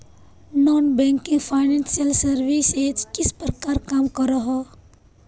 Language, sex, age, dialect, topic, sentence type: Magahi, female, 18-24, Northeastern/Surjapuri, banking, question